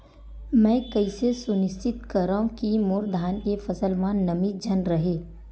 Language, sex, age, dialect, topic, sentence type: Chhattisgarhi, female, 18-24, Western/Budati/Khatahi, agriculture, question